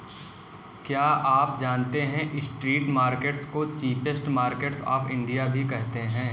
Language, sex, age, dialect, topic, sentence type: Hindi, male, 18-24, Kanauji Braj Bhasha, agriculture, statement